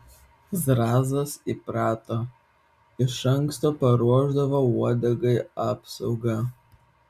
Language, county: Lithuanian, Vilnius